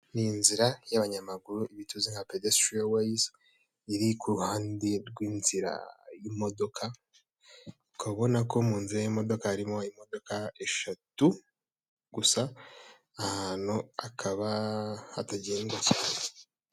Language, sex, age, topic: Kinyarwanda, male, 18-24, government